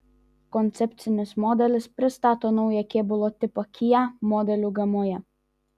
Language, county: Lithuanian, Vilnius